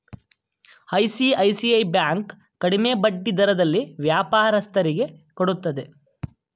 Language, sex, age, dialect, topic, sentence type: Kannada, male, 18-24, Mysore Kannada, banking, statement